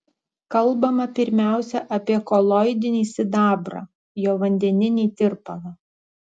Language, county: Lithuanian, Alytus